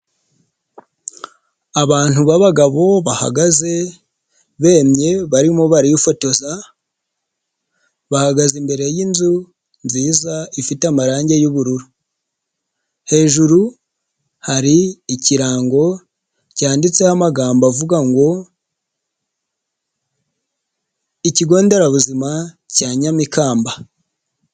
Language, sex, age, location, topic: Kinyarwanda, male, 25-35, Nyagatare, health